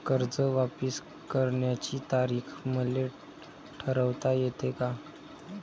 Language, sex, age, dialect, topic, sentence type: Marathi, male, 18-24, Varhadi, banking, question